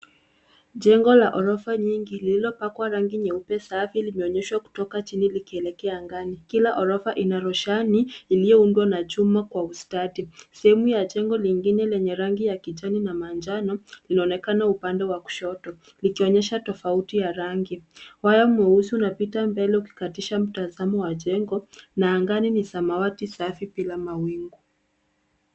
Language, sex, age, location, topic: Swahili, female, 18-24, Nairobi, finance